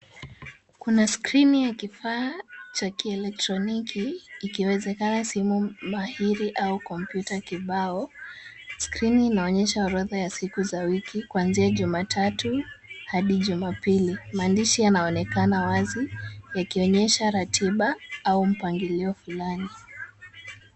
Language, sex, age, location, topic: Swahili, male, 25-35, Kisumu, education